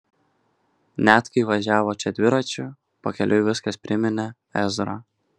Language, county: Lithuanian, Kaunas